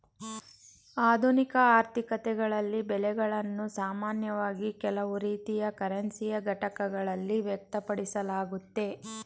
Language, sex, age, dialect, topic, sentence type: Kannada, female, 31-35, Mysore Kannada, banking, statement